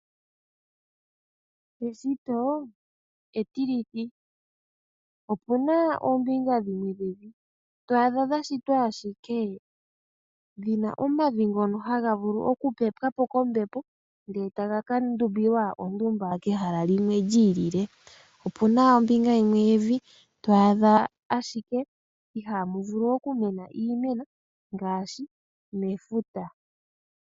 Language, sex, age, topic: Oshiwambo, male, 18-24, agriculture